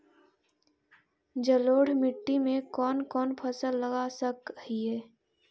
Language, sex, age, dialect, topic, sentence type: Magahi, female, 18-24, Central/Standard, agriculture, question